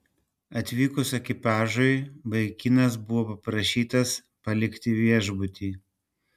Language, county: Lithuanian, Panevėžys